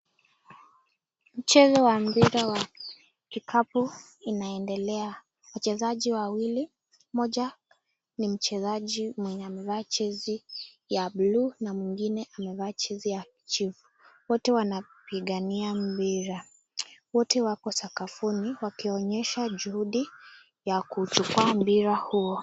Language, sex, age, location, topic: Swahili, female, 18-24, Nakuru, government